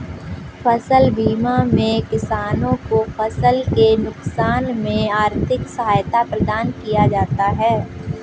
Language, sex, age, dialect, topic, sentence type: Hindi, female, 18-24, Kanauji Braj Bhasha, banking, statement